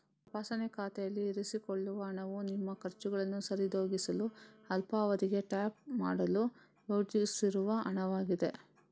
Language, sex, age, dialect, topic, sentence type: Kannada, female, 31-35, Coastal/Dakshin, banking, statement